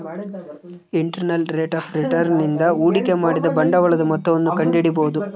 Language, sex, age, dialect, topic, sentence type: Kannada, male, 18-24, Central, banking, statement